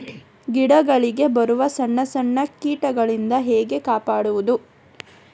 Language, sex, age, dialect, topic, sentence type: Kannada, female, 41-45, Coastal/Dakshin, agriculture, question